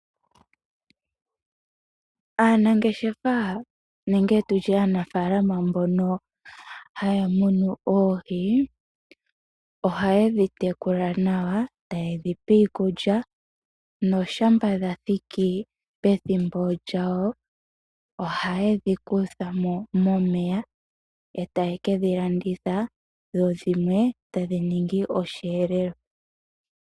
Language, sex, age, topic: Oshiwambo, female, 18-24, agriculture